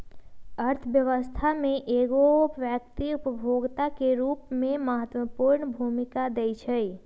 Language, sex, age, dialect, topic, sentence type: Magahi, female, 25-30, Western, banking, statement